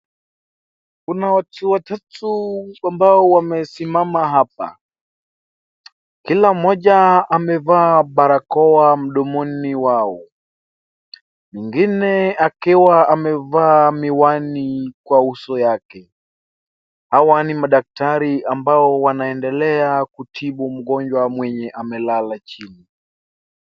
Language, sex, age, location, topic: Swahili, male, 18-24, Wajir, health